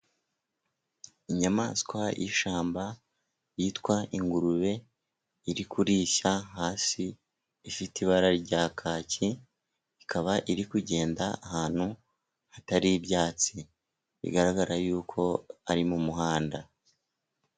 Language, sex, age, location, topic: Kinyarwanda, male, 36-49, Musanze, agriculture